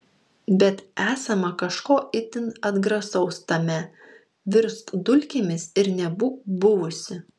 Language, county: Lithuanian, Marijampolė